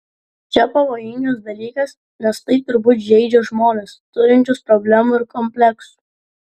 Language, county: Lithuanian, Klaipėda